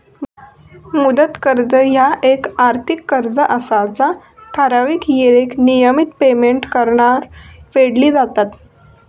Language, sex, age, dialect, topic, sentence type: Marathi, female, 18-24, Southern Konkan, banking, statement